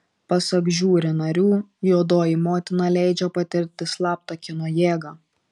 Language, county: Lithuanian, Šiauliai